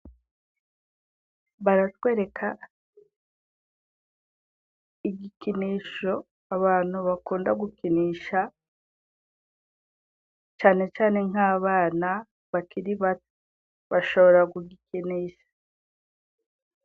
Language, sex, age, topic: Rundi, female, 18-24, education